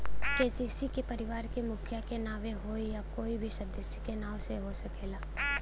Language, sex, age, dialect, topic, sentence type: Bhojpuri, female, 18-24, Western, agriculture, question